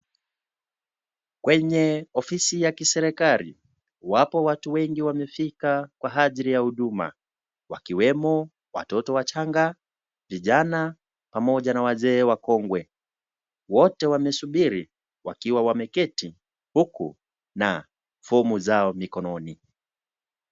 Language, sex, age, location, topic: Swahili, male, 18-24, Kisii, government